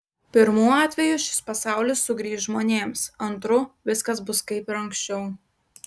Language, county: Lithuanian, Klaipėda